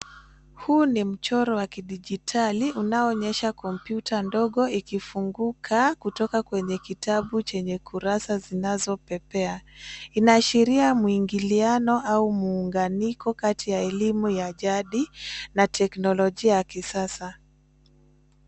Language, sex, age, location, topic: Swahili, female, 25-35, Nairobi, education